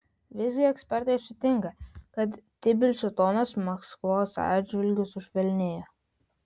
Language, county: Lithuanian, Vilnius